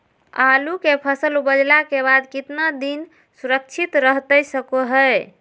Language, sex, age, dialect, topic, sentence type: Magahi, female, 46-50, Southern, agriculture, question